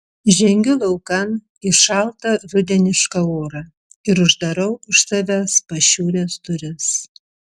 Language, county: Lithuanian, Vilnius